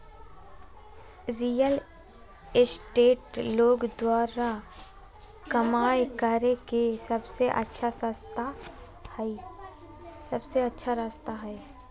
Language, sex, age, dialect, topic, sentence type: Magahi, female, 18-24, Southern, banking, statement